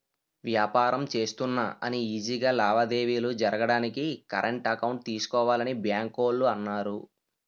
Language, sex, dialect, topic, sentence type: Telugu, male, Utterandhra, banking, statement